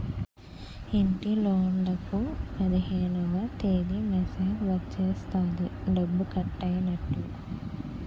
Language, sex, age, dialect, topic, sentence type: Telugu, female, 18-24, Utterandhra, banking, statement